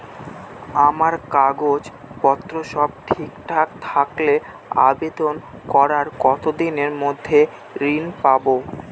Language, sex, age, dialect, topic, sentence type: Bengali, male, 18-24, Northern/Varendri, banking, question